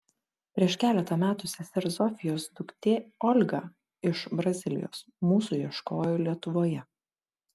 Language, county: Lithuanian, Kaunas